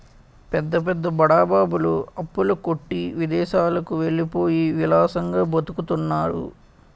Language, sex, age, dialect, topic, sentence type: Telugu, male, 18-24, Utterandhra, banking, statement